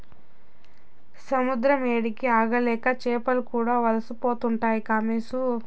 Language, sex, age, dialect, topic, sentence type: Telugu, female, 31-35, Southern, agriculture, statement